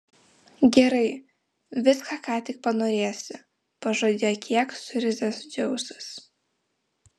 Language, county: Lithuanian, Vilnius